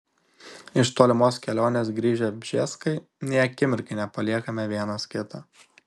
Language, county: Lithuanian, Šiauliai